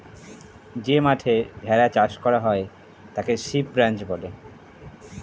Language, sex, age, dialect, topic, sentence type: Bengali, male, 31-35, Standard Colloquial, agriculture, statement